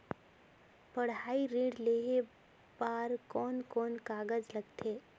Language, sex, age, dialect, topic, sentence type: Chhattisgarhi, female, 18-24, Northern/Bhandar, banking, question